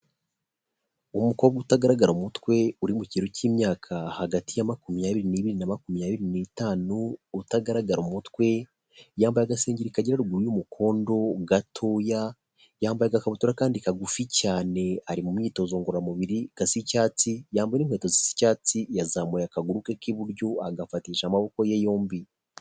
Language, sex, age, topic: Kinyarwanda, male, 25-35, health